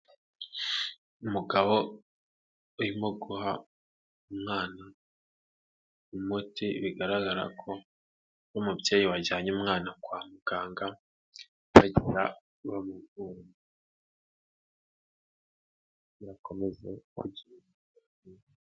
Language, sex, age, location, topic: Kinyarwanda, male, 18-24, Huye, health